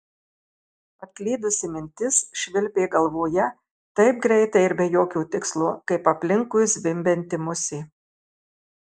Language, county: Lithuanian, Marijampolė